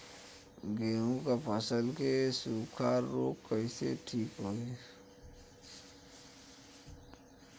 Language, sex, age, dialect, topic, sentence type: Bhojpuri, male, 25-30, Western, agriculture, question